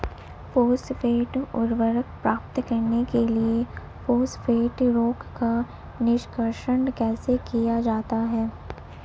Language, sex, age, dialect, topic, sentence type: Hindi, male, 18-24, Marwari Dhudhari, agriculture, statement